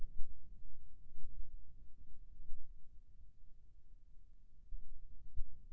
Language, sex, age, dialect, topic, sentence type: Chhattisgarhi, male, 56-60, Eastern, agriculture, question